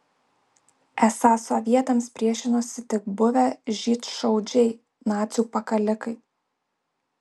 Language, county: Lithuanian, Alytus